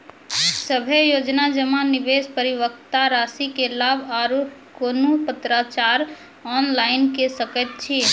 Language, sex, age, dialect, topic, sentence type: Maithili, female, 25-30, Angika, banking, question